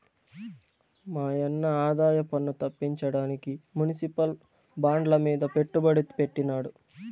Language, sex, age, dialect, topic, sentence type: Telugu, male, 18-24, Southern, banking, statement